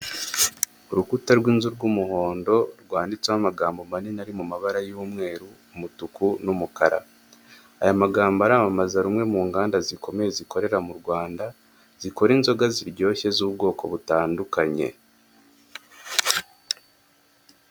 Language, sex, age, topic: Kinyarwanda, male, 18-24, finance